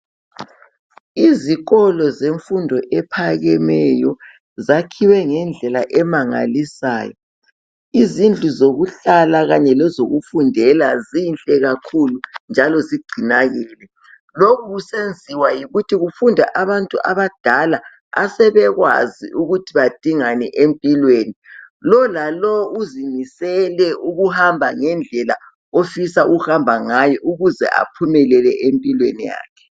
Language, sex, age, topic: North Ndebele, female, 50+, education